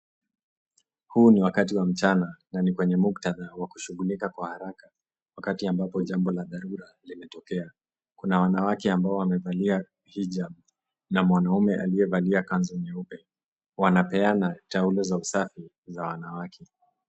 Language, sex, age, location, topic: Swahili, male, 18-24, Nairobi, health